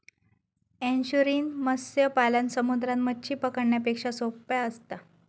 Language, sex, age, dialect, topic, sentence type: Marathi, female, 31-35, Southern Konkan, agriculture, statement